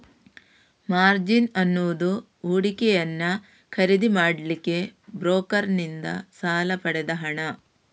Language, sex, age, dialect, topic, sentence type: Kannada, female, 36-40, Coastal/Dakshin, banking, statement